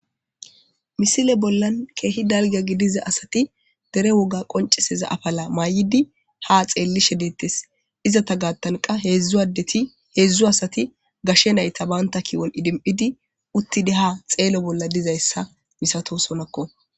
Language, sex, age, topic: Gamo, female, 25-35, government